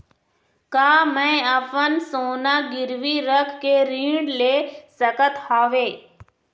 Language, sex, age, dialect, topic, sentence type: Chhattisgarhi, female, 25-30, Eastern, banking, question